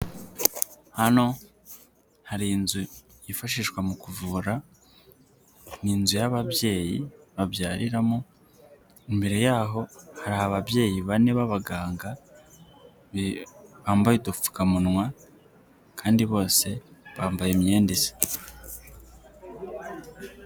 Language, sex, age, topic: Kinyarwanda, male, 25-35, health